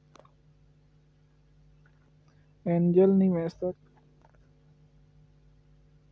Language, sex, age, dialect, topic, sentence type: Maithili, male, 18-24, Bajjika, banking, statement